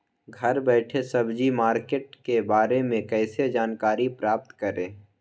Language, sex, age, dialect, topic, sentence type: Magahi, male, 18-24, Western, agriculture, question